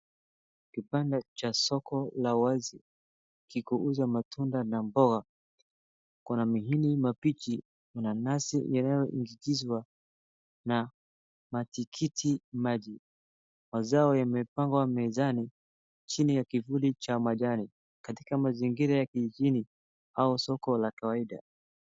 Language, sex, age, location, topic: Swahili, male, 18-24, Wajir, finance